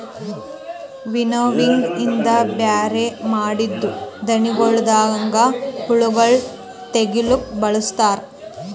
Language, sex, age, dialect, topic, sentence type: Kannada, female, 18-24, Northeastern, agriculture, statement